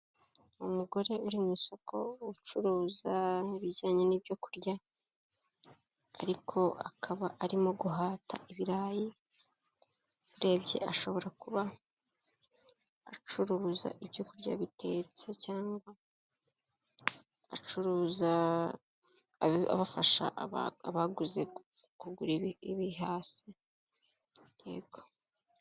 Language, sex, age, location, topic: Kinyarwanda, female, 25-35, Kigali, finance